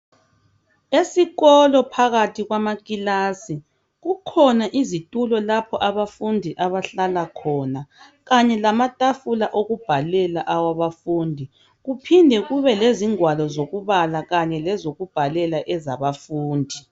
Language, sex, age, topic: North Ndebele, female, 25-35, education